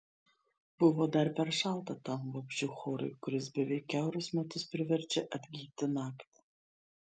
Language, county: Lithuanian, Šiauliai